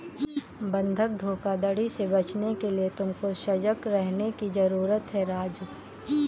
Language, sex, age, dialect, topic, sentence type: Hindi, female, 18-24, Kanauji Braj Bhasha, banking, statement